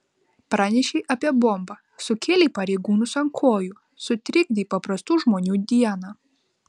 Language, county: Lithuanian, Vilnius